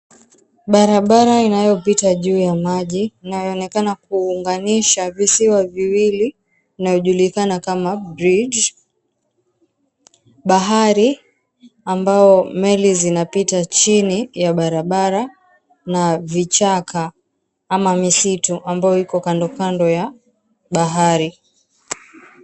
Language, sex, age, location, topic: Swahili, female, 25-35, Mombasa, government